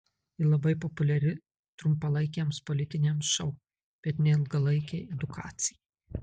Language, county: Lithuanian, Marijampolė